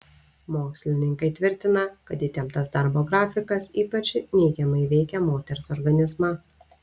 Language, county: Lithuanian, Šiauliai